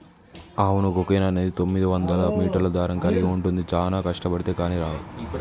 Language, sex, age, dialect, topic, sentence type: Telugu, male, 18-24, Telangana, agriculture, statement